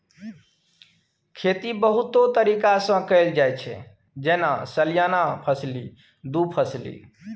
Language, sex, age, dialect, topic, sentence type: Maithili, male, 36-40, Bajjika, agriculture, statement